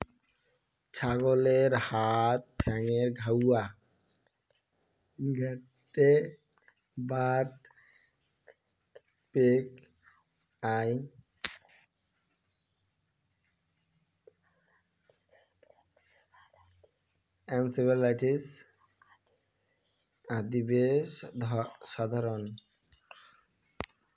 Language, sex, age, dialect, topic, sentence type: Bengali, male, 60-100, Rajbangshi, agriculture, statement